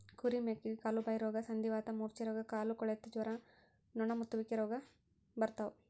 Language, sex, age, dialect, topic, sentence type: Kannada, female, 60-100, Central, agriculture, statement